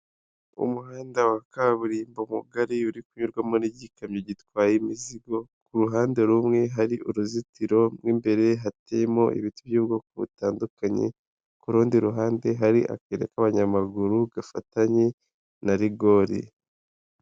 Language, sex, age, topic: Kinyarwanda, male, 18-24, government